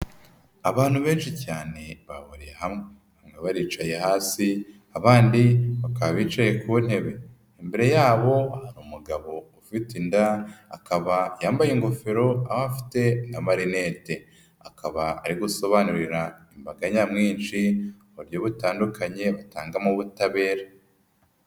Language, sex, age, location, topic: Kinyarwanda, male, 25-35, Nyagatare, government